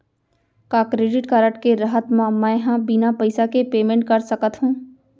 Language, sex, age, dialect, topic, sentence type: Chhattisgarhi, female, 25-30, Central, banking, question